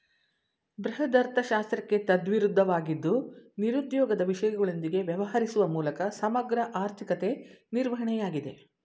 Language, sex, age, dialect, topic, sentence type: Kannada, female, 56-60, Mysore Kannada, banking, statement